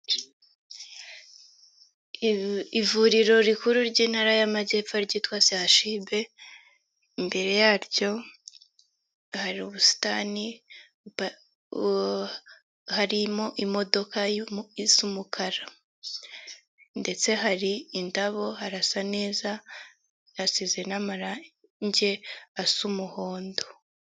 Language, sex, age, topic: Kinyarwanda, female, 18-24, government